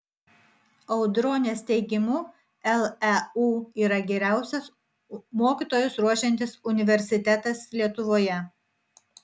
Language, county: Lithuanian, Vilnius